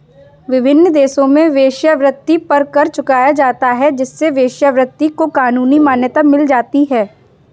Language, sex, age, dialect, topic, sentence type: Hindi, female, 18-24, Kanauji Braj Bhasha, banking, statement